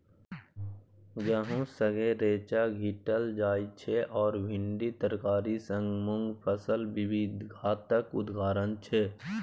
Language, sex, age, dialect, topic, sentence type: Maithili, male, 18-24, Bajjika, agriculture, statement